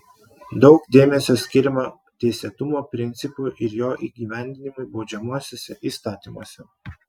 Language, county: Lithuanian, Klaipėda